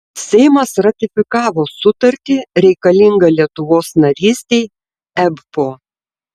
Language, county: Lithuanian, Tauragė